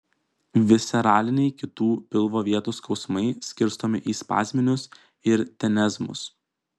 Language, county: Lithuanian, Kaunas